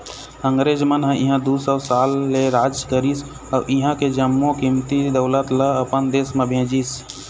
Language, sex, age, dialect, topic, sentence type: Chhattisgarhi, male, 25-30, Eastern, banking, statement